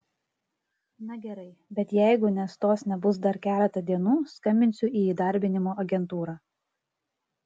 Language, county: Lithuanian, Klaipėda